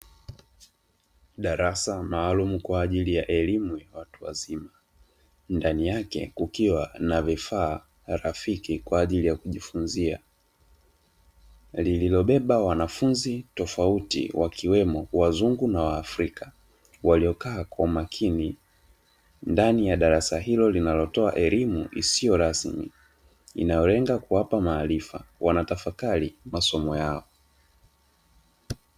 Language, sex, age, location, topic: Swahili, male, 25-35, Dar es Salaam, education